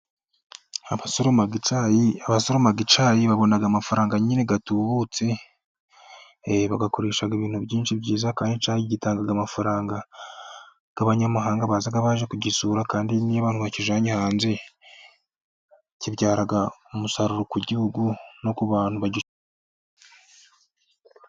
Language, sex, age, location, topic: Kinyarwanda, male, 25-35, Musanze, agriculture